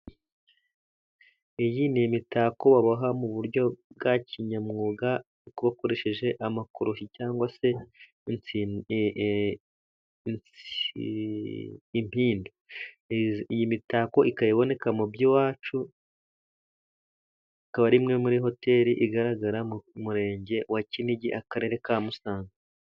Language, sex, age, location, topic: Kinyarwanda, male, 25-35, Musanze, government